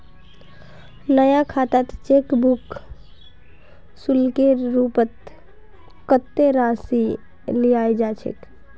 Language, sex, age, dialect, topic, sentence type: Magahi, female, 18-24, Northeastern/Surjapuri, banking, statement